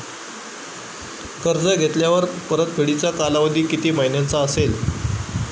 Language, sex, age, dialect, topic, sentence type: Marathi, male, 18-24, Standard Marathi, banking, question